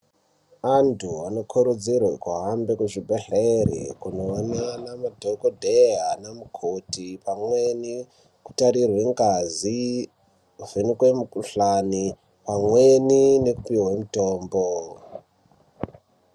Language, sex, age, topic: Ndau, male, 36-49, health